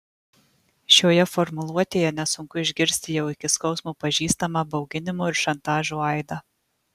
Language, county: Lithuanian, Marijampolė